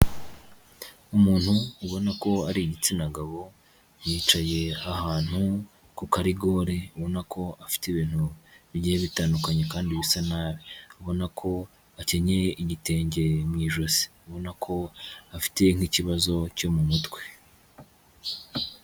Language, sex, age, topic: Kinyarwanda, male, 25-35, health